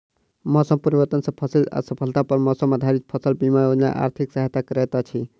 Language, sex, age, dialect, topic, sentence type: Maithili, male, 46-50, Southern/Standard, agriculture, statement